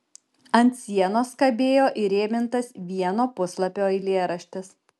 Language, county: Lithuanian, Kaunas